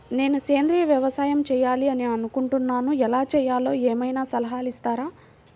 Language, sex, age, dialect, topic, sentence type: Telugu, female, 41-45, Central/Coastal, agriculture, question